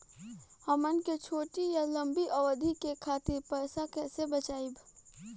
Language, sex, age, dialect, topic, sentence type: Bhojpuri, female, 18-24, Southern / Standard, banking, question